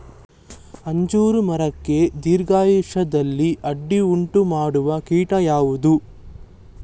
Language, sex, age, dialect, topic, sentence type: Kannada, male, 18-24, Mysore Kannada, agriculture, question